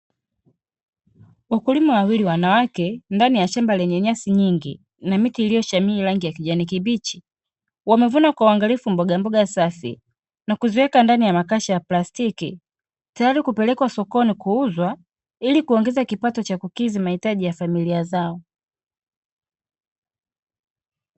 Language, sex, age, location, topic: Swahili, female, 25-35, Dar es Salaam, agriculture